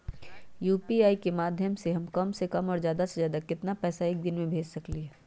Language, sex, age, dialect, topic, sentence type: Magahi, female, 18-24, Western, banking, question